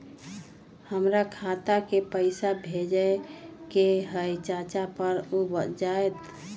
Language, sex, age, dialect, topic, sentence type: Magahi, female, 36-40, Western, banking, question